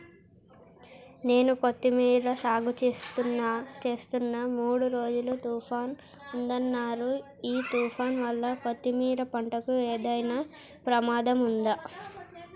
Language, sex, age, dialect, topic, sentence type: Telugu, male, 51-55, Telangana, agriculture, question